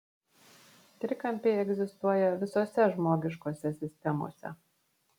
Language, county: Lithuanian, Vilnius